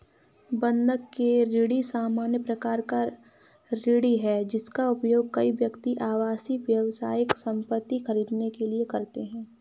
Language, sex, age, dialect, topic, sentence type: Hindi, female, 18-24, Kanauji Braj Bhasha, banking, statement